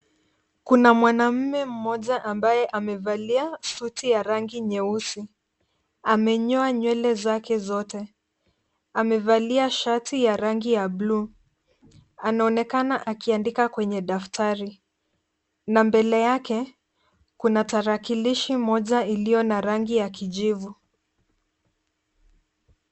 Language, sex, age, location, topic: Swahili, female, 50+, Nairobi, education